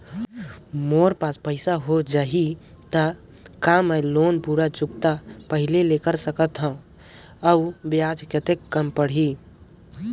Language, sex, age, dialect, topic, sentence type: Chhattisgarhi, male, 18-24, Northern/Bhandar, banking, question